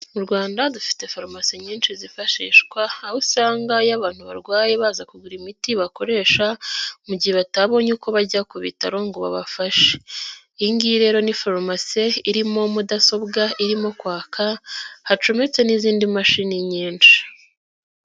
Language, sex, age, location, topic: Kinyarwanda, female, 18-24, Nyagatare, health